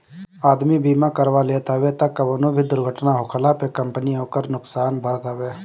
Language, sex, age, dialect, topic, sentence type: Bhojpuri, male, 25-30, Northern, banking, statement